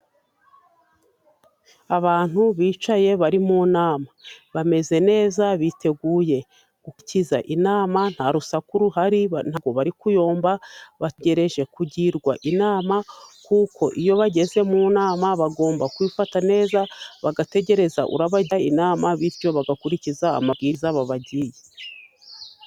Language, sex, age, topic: Kinyarwanda, female, 36-49, government